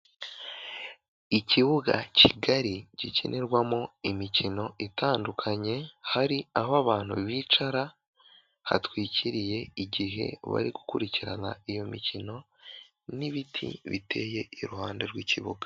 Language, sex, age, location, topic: Kinyarwanda, male, 18-24, Kigali, government